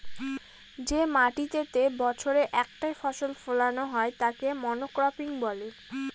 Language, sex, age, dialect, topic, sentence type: Bengali, female, 18-24, Northern/Varendri, agriculture, statement